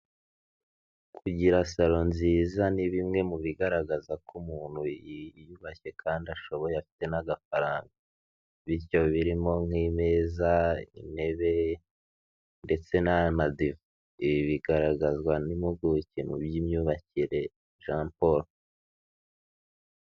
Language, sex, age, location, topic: Kinyarwanda, male, 18-24, Huye, finance